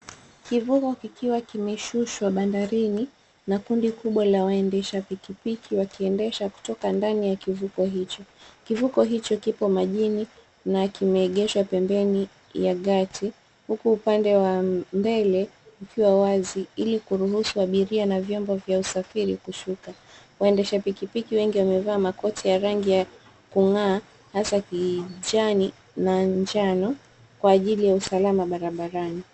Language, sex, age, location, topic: Swahili, female, 25-35, Mombasa, government